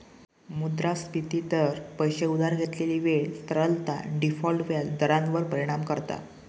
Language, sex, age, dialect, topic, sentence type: Marathi, male, 18-24, Southern Konkan, banking, statement